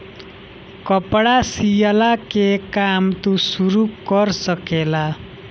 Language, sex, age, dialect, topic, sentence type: Bhojpuri, male, 18-24, Northern, banking, statement